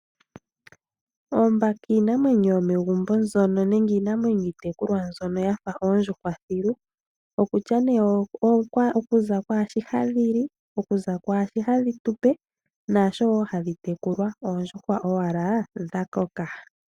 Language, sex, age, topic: Oshiwambo, female, 18-24, agriculture